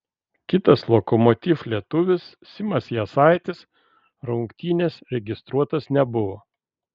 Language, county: Lithuanian, Vilnius